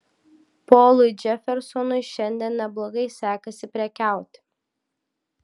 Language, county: Lithuanian, Klaipėda